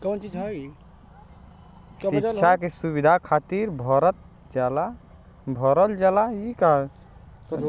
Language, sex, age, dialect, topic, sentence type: Bhojpuri, male, 18-24, Western, banking, statement